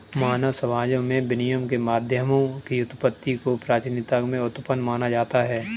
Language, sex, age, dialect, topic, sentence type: Hindi, male, 18-24, Kanauji Braj Bhasha, banking, statement